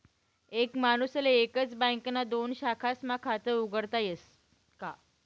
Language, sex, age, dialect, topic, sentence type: Marathi, female, 18-24, Northern Konkan, banking, statement